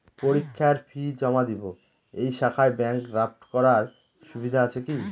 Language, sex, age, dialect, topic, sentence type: Bengali, male, 36-40, Northern/Varendri, banking, question